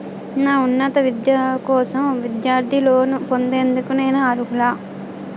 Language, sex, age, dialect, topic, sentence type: Telugu, female, 18-24, Utterandhra, banking, statement